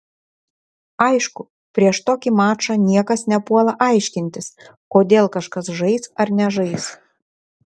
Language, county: Lithuanian, Šiauliai